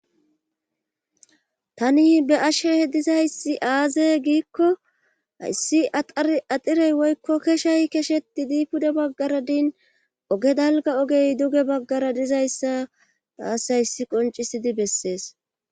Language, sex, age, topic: Gamo, female, 25-35, government